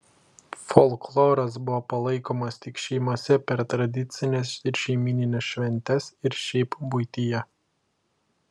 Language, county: Lithuanian, Klaipėda